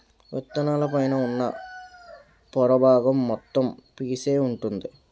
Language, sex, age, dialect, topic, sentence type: Telugu, male, 18-24, Utterandhra, agriculture, statement